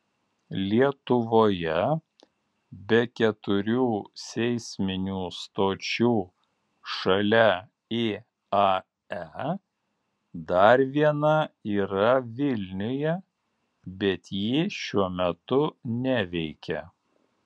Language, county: Lithuanian, Alytus